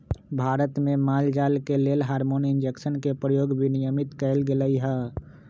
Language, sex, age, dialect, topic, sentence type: Magahi, male, 25-30, Western, agriculture, statement